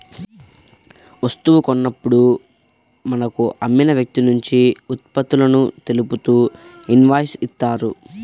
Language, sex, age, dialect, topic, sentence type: Telugu, male, 41-45, Central/Coastal, banking, statement